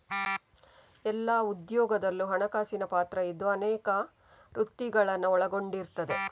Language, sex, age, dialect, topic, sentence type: Kannada, female, 25-30, Coastal/Dakshin, banking, statement